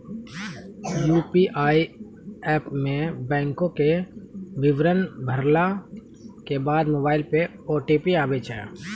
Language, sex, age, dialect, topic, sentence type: Maithili, male, 25-30, Angika, banking, statement